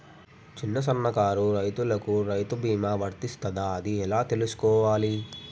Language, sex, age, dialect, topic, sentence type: Telugu, male, 18-24, Telangana, agriculture, question